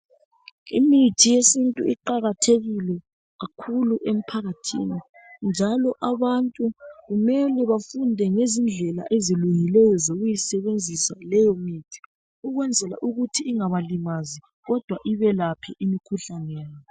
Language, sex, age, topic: North Ndebele, male, 36-49, health